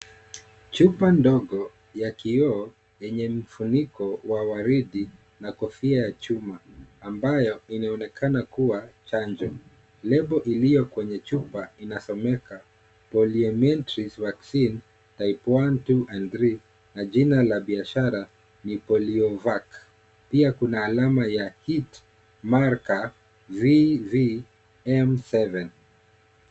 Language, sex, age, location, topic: Swahili, male, 36-49, Kisii, health